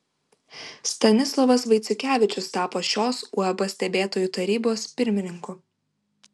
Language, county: Lithuanian, Vilnius